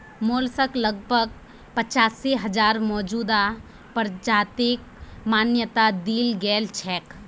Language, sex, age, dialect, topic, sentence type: Magahi, female, 18-24, Northeastern/Surjapuri, agriculture, statement